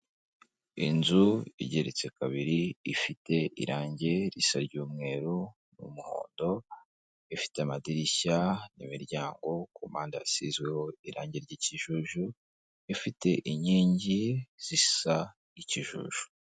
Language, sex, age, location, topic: Kinyarwanda, male, 18-24, Kigali, government